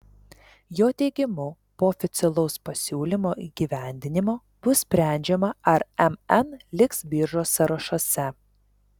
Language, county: Lithuanian, Telšiai